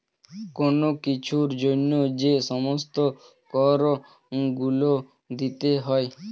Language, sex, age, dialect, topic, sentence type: Bengali, male, 18-24, Standard Colloquial, banking, statement